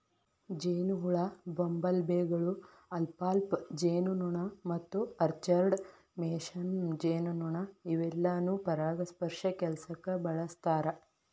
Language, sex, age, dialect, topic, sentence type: Kannada, female, 18-24, Dharwad Kannada, agriculture, statement